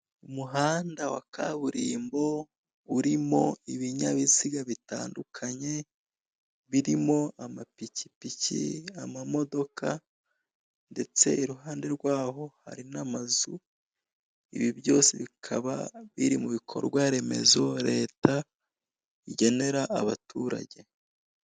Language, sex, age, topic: Kinyarwanda, male, 25-35, government